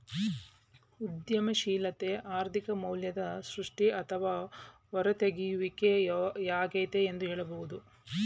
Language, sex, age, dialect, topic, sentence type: Kannada, female, 46-50, Mysore Kannada, banking, statement